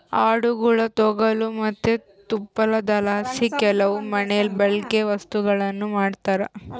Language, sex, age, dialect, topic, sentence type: Kannada, female, 36-40, Central, agriculture, statement